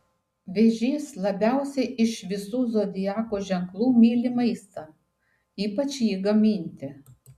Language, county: Lithuanian, Šiauliai